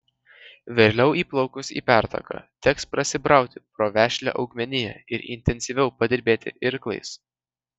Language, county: Lithuanian, Vilnius